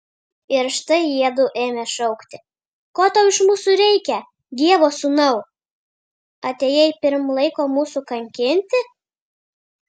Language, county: Lithuanian, Vilnius